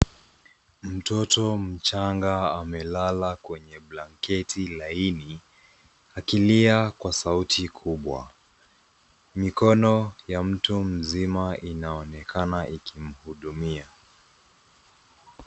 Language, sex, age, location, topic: Swahili, male, 25-35, Nairobi, health